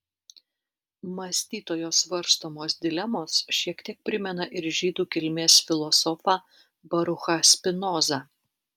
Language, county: Lithuanian, Alytus